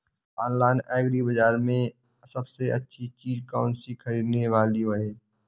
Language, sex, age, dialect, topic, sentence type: Hindi, male, 31-35, Awadhi Bundeli, agriculture, question